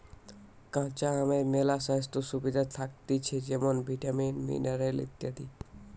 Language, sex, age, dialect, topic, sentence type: Bengali, male, 18-24, Western, agriculture, statement